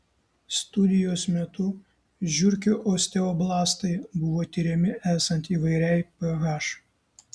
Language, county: Lithuanian, Kaunas